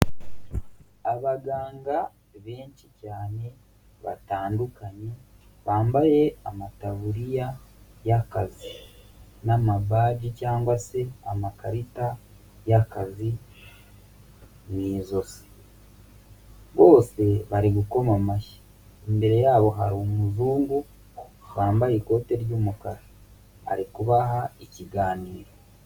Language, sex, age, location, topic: Kinyarwanda, male, 25-35, Huye, health